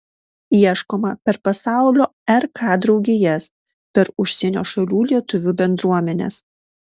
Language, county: Lithuanian, Marijampolė